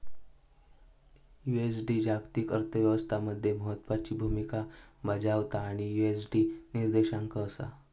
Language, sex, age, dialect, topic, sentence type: Marathi, male, 18-24, Southern Konkan, banking, statement